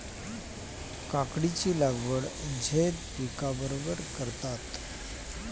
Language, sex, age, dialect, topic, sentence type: Marathi, male, 56-60, Northern Konkan, agriculture, statement